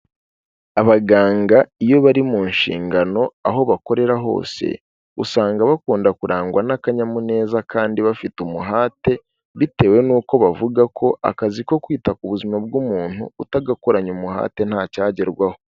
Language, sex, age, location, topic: Kinyarwanda, male, 18-24, Kigali, health